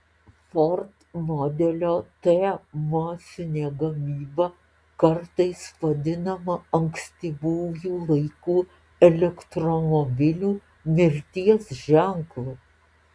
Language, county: Lithuanian, Alytus